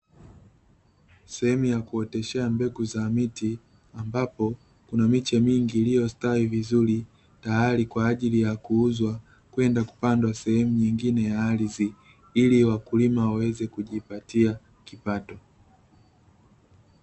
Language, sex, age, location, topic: Swahili, male, 25-35, Dar es Salaam, agriculture